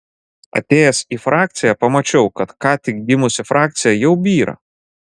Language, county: Lithuanian, Klaipėda